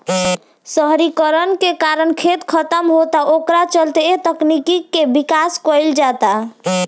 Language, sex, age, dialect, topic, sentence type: Bhojpuri, female, <18, Southern / Standard, agriculture, statement